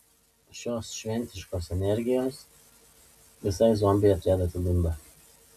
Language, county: Lithuanian, Panevėžys